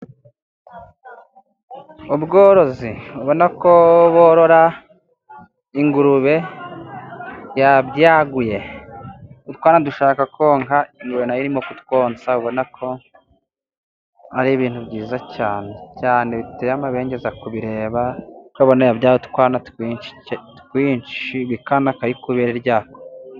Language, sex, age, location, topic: Kinyarwanda, male, 18-24, Musanze, agriculture